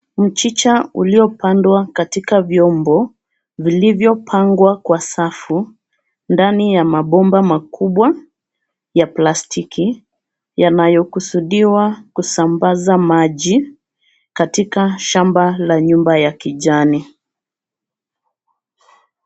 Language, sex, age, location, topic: Swahili, female, 36-49, Nairobi, agriculture